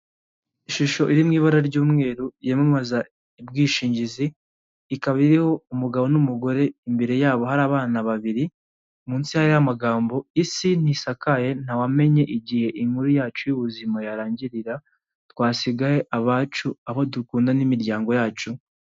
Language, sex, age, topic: Kinyarwanda, male, 18-24, finance